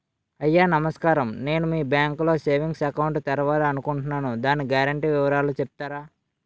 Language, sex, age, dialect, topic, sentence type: Telugu, male, 18-24, Utterandhra, banking, question